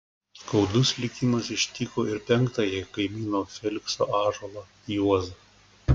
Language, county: Lithuanian, Klaipėda